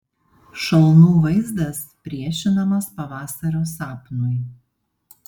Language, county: Lithuanian, Panevėžys